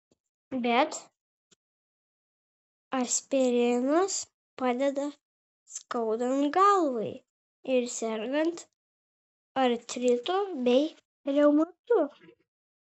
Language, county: Lithuanian, Vilnius